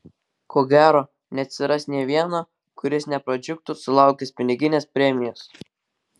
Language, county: Lithuanian, Kaunas